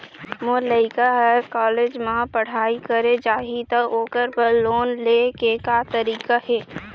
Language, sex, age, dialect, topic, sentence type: Chhattisgarhi, female, 25-30, Eastern, banking, question